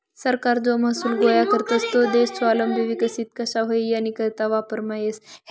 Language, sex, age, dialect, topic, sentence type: Marathi, female, 41-45, Northern Konkan, banking, statement